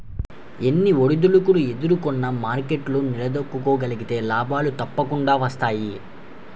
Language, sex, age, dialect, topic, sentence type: Telugu, male, 51-55, Central/Coastal, banking, statement